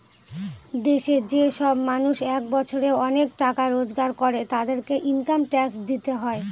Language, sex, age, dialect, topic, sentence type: Bengali, female, 25-30, Northern/Varendri, banking, statement